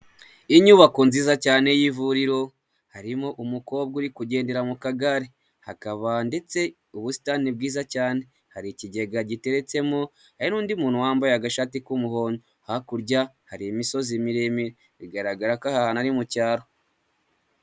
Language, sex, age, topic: Kinyarwanda, male, 18-24, health